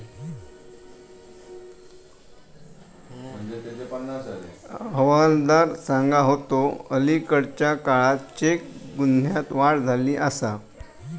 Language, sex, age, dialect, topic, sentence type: Marathi, male, 18-24, Southern Konkan, banking, statement